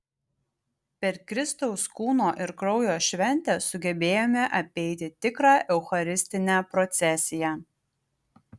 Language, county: Lithuanian, Utena